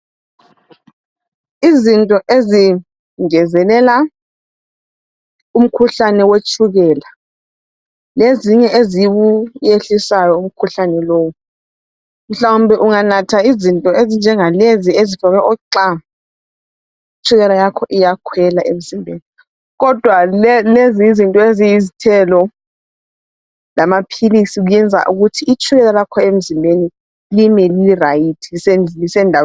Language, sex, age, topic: North Ndebele, female, 18-24, health